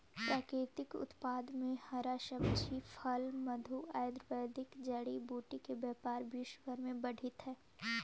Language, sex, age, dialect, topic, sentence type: Magahi, female, 18-24, Central/Standard, banking, statement